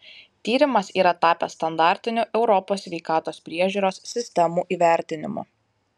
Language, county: Lithuanian, Kaunas